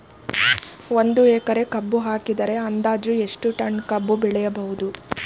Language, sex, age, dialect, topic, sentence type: Kannada, female, 25-30, Mysore Kannada, agriculture, question